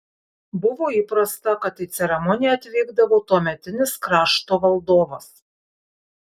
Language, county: Lithuanian, Kaunas